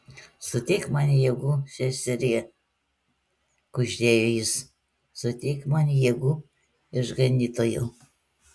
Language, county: Lithuanian, Klaipėda